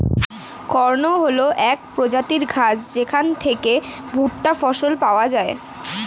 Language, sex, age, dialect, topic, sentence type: Bengali, female, <18, Standard Colloquial, agriculture, statement